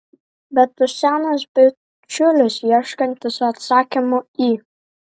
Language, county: Lithuanian, Šiauliai